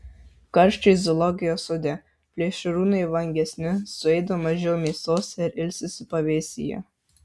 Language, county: Lithuanian, Marijampolė